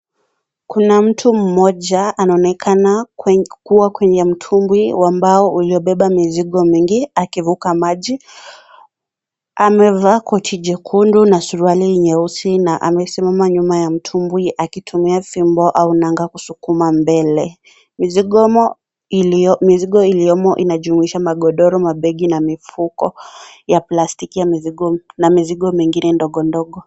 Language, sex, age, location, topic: Swahili, female, 18-24, Kisii, health